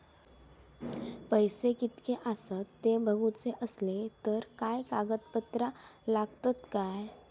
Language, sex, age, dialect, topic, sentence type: Marathi, female, 18-24, Southern Konkan, banking, question